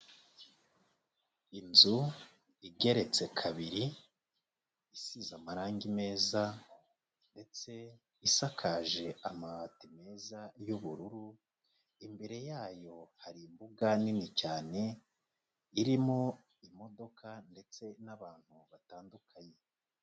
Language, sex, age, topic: Kinyarwanda, male, 25-35, health